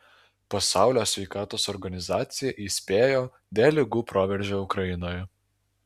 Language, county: Lithuanian, Alytus